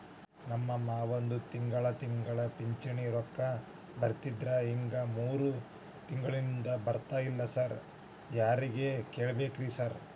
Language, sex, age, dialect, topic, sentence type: Kannada, female, 18-24, Dharwad Kannada, banking, question